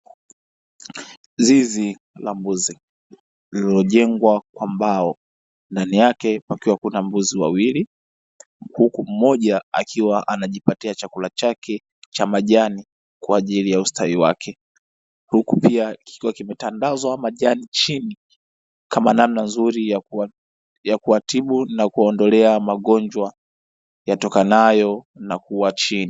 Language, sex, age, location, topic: Swahili, male, 18-24, Dar es Salaam, agriculture